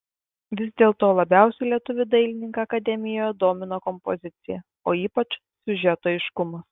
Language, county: Lithuanian, Kaunas